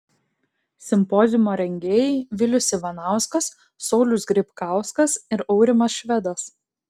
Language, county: Lithuanian, Klaipėda